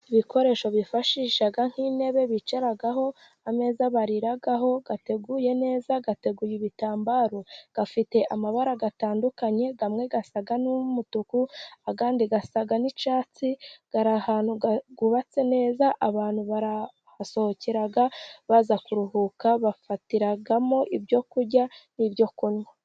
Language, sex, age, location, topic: Kinyarwanda, female, 25-35, Musanze, finance